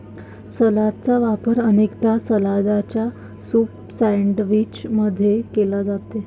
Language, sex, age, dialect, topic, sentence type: Marathi, female, 18-24, Varhadi, agriculture, statement